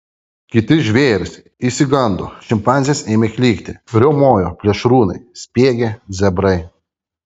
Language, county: Lithuanian, Kaunas